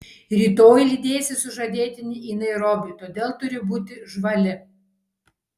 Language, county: Lithuanian, Kaunas